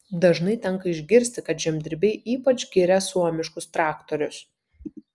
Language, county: Lithuanian, Vilnius